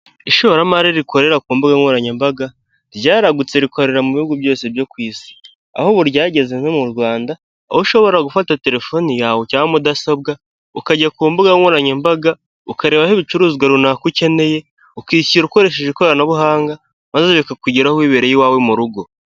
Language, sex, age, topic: Kinyarwanda, male, 18-24, finance